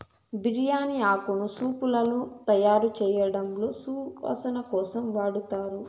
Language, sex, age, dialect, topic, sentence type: Telugu, female, 25-30, Southern, agriculture, statement